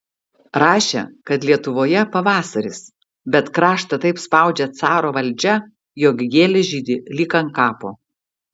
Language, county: Lithuanian, Klaipėda